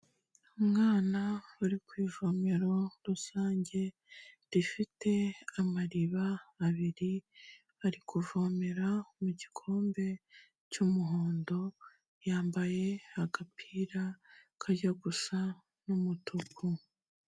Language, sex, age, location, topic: Kinyarwanda, female, 25-35, Kigali, health